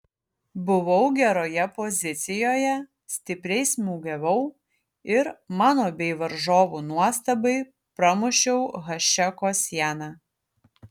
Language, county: Lithuanian, Utena